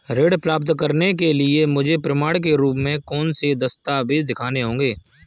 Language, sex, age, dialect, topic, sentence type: Hindi, male, 18-24, Kanauji Braj Bhasha, banking, statement